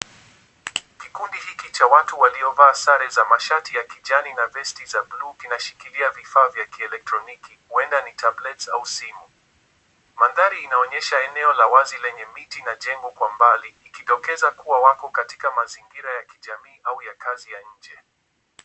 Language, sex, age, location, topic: Swahili, male, 18-24, Kisumu, health